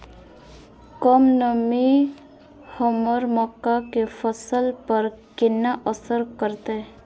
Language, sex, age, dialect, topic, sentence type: Maithili, female, 41-45, Eastern / Thethi, agriculture, question